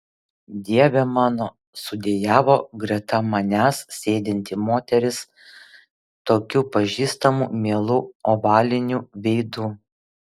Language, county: Lithuanian, Vilnius